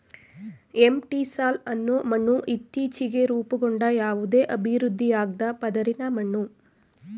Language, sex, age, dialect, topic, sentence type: Kannada, female, 18-24, Mysore Kannada, agriculture, statement